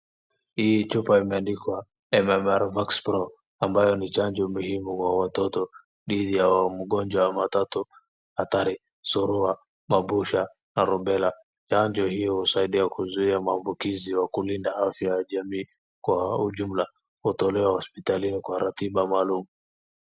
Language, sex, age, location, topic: Swahili, male, 25-35, Wajir, health